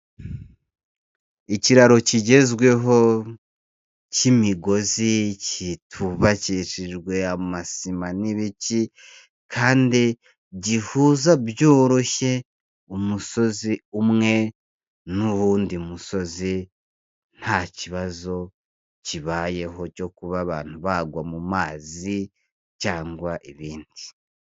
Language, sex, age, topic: Kinyarwanda, male, 25-35, government